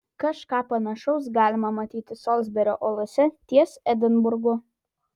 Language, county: Lithuanian, Vilnius